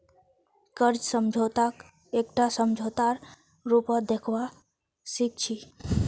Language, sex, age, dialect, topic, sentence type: Magahi, female, 25-30, Northeastern/Surjapuri, banking, statement